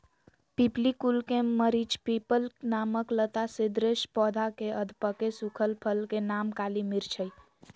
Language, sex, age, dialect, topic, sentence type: Magahi, female, 18-24, Southern, agriculture, statement